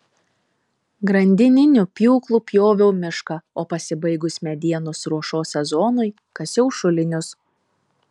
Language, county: Lithuanian, Telšiai